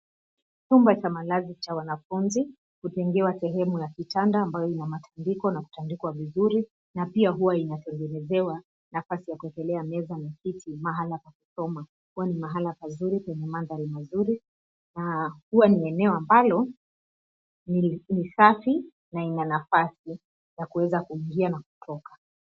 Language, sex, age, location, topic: Swahili, female, 25-35, Nairobi, education